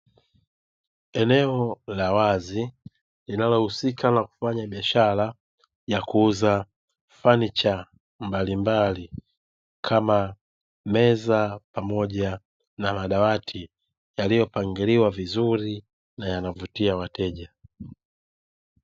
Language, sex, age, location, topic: Swahili, male, 18-24, Dar es Salaam, finance